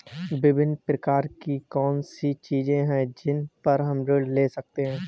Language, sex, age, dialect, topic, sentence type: Hindi, male, 18-24, Awadhi Bundeli, banking, question